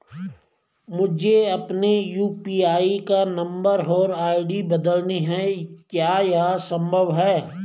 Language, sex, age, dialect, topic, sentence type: Hindi, male, 41-45, Garhwali, banking, question